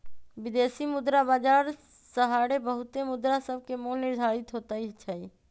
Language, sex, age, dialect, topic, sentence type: Magahi, male, 25-30, Western, banking, statement